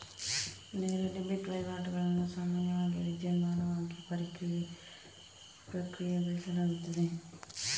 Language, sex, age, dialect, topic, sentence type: Kannada, female, 18-24, Coastal/Dakshin, banking, statement